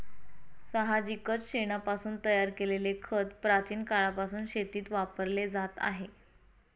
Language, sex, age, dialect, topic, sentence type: Marathi, female, 18-24, Standard Marathi, agriculture, statement